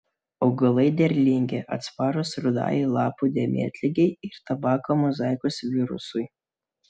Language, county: Lithuanian, Vilnius